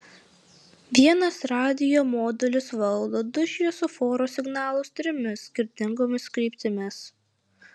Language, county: Lithuanian, Alytus